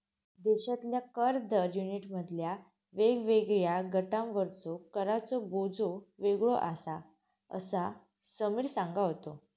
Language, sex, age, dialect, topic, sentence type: Marathi, female, 18-24, Southern Konkan, banking, statement